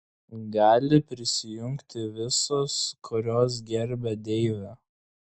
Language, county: Lithuanian, Klaipėda